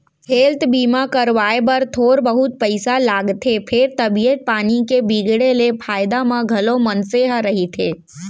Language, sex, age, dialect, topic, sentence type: Chhattisgarhi, female, 60-100, Central, banking, statement